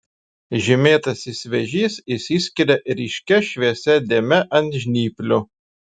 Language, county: Lithuanian, Šiauliai